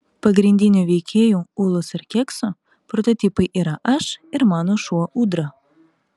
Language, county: Lithuanian, Vilnius